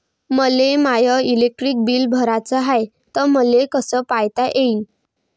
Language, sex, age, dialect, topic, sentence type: Marathi, female, 18-24, Varhadi, banking, question